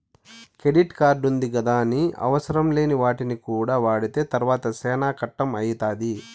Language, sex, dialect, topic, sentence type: Telugu, male, Southern, banking, statement